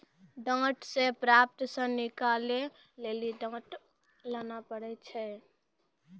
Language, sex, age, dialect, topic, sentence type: Maithili, female, 18-24, Angika, agriculture, statement